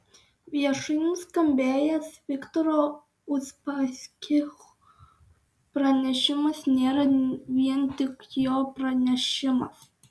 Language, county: Lithuanian, Alytus